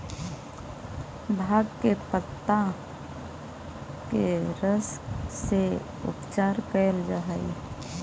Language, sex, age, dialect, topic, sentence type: Magahi, male, 18-24, Central/Standard, agriculture, statement